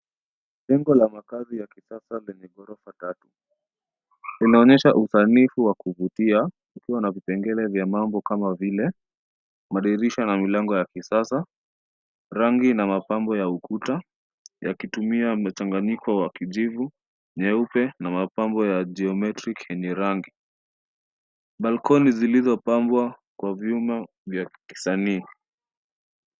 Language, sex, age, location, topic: Swahili, male, 25-35, Nairobi, finance